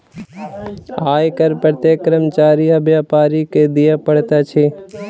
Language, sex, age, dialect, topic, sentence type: Maithili, male, 36-40, Southern/Standard, banking, statement